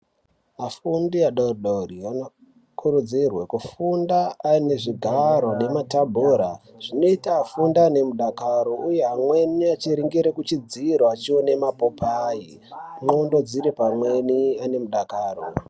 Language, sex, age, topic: Ndau, male, 18-24, education